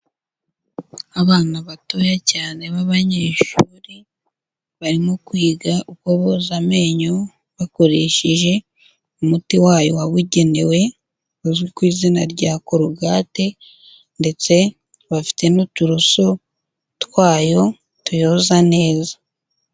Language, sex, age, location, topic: Kinyarwanda, female, 18-24, Huye, health